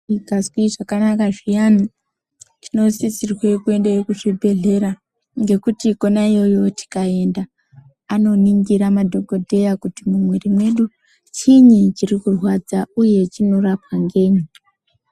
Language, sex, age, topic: Ndau, male, 18-24, health